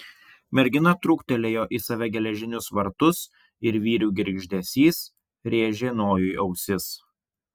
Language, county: Lithuanian, Vilnius